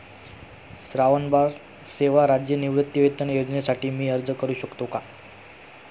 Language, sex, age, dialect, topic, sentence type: Marathi, male, 25-30, Standard Marathi, banking, question